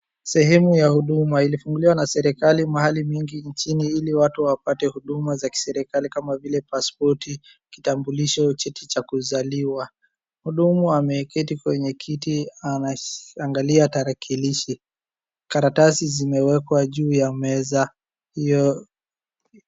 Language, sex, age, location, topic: Swahili, male, 50+, Wajir, government